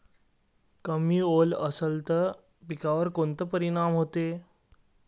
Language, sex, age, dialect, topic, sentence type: Marathi, male, 18-24, Varhadi, agriculture, question